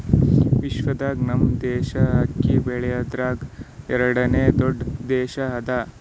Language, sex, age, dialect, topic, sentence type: Kannada, male, 18-24, Northeastern, agriculture, statement